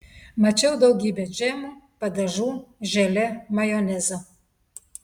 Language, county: Lithuanian, Telšiai